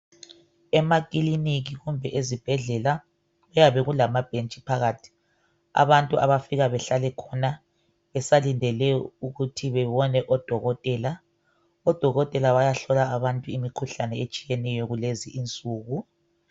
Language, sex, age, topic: North Ndebele, male, 25-35, health